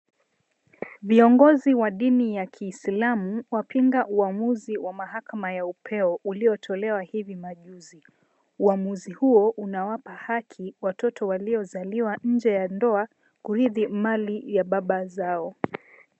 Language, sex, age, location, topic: Swahili, female, 25-35, Mombasa, government